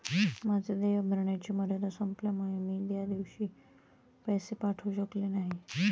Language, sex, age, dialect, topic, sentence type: Marathi, female, 31-35, Standard Marathi, banking, statement